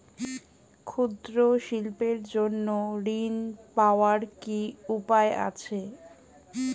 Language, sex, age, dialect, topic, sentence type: Bengali, female, 25-30, Standard Colloquial, banking, question